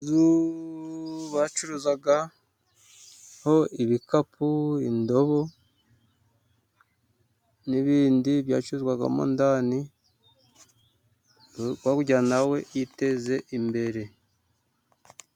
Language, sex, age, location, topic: Kinyarwanda, male, 36-49, Musanze, finance